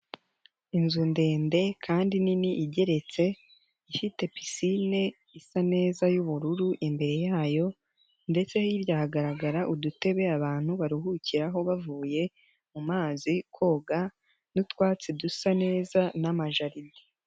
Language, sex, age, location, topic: Kinyarwanda, female, 18-24, Nyagatare, finance